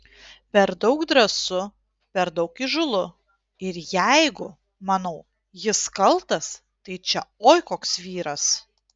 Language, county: Lithuanian, Panevėžys